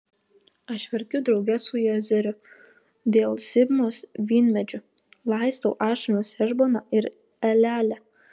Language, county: Lithuanian, Kaunas